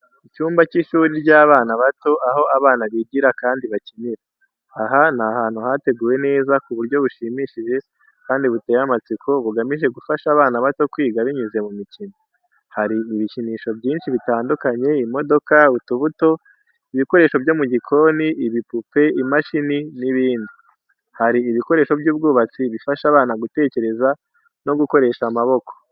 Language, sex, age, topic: Kinyarwanda, male, 18-24, education